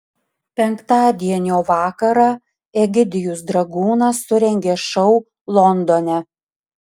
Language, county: Lithuanian, Panevėžys